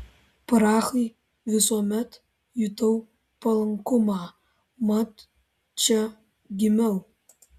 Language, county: Lithuanian, Vilnius